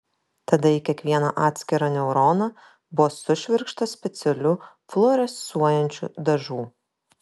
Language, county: Lithuanian, Kaunas